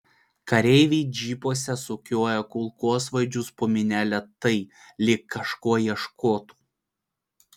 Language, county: Lithuanian, Vilnius